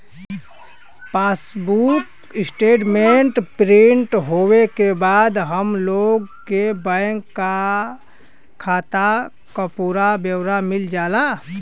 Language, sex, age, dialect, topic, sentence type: Bhojpuri, male, 25-30, Western, banking, statement